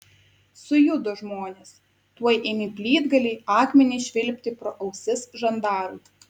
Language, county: Lithuanian, Kaunas